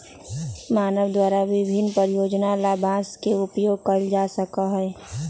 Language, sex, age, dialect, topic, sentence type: Magahi, female, 18-24, Western, agriculture, statement